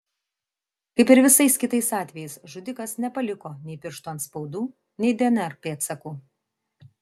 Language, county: Lithuanian, Vilnius